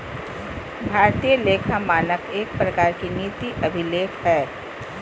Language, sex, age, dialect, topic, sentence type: Magahi, female, 46-50, Southern, banking, statement